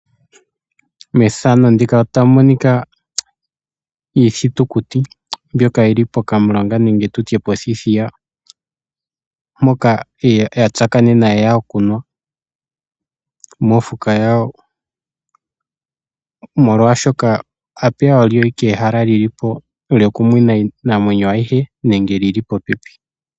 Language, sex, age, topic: Oshiwambo, male, 18-24, agriculture